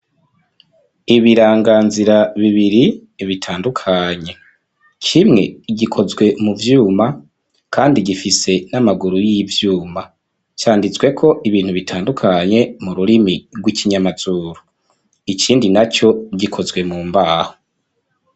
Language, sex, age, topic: Rundi, male, 25-35, education